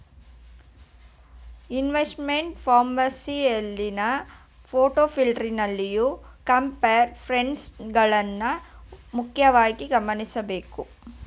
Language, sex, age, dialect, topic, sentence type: Kannada, female, 25-30, Mysore Kannada, banking, statement